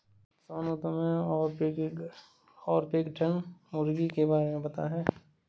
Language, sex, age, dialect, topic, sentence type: Hindi, male, 18-24, Awadhi Bundeli, agriculture, statement